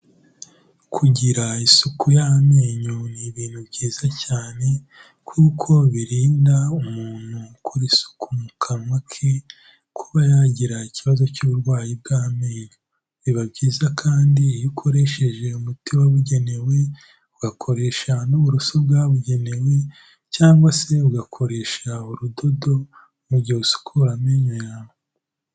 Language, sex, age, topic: Kinyarwanda, male, 18-24, health